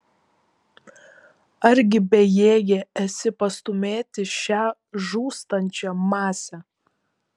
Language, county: Lithuanian, Vilnius